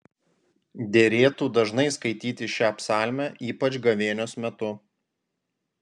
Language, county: Lithuanian, Panevėžys